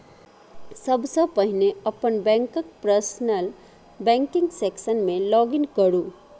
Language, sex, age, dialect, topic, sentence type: Maithili, female, 36-40, Eastern / Thethi, banking, statement